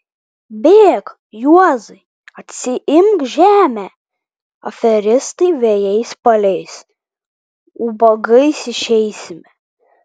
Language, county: Lithuanian, Vilnius